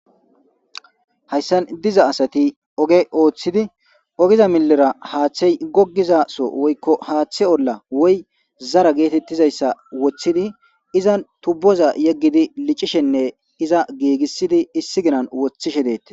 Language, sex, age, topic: Gamo, male, 25-35, government